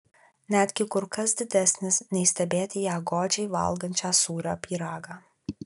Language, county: Lithuanian, Alytus